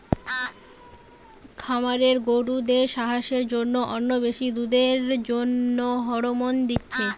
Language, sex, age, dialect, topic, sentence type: Bengali, female, 18-24, Western, agriculture, statement